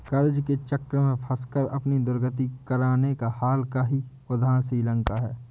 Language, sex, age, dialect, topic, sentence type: Hindi, male, 25-30, Awadhi Bundeli, banking, statement